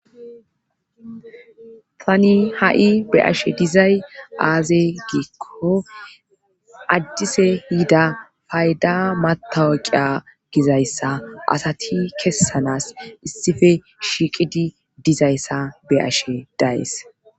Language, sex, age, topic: Gamo, female, 25-35, government